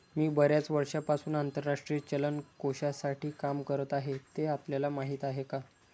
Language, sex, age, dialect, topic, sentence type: Marathi, male, 25-30, Standard Marathi, banking, statement